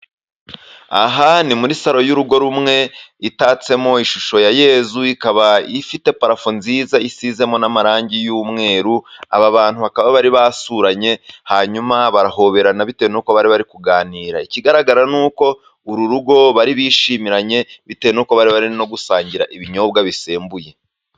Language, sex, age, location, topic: Kinyarwanda, male, 25-35, Musanze, government